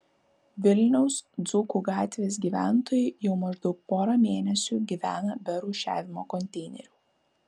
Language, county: Lithuanian, Kaunas